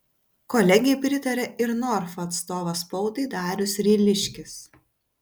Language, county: Lithuanian, Vilnius